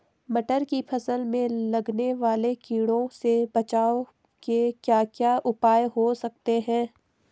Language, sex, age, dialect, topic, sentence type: Hindi, female, 18-24, Garhwali, agriculture, question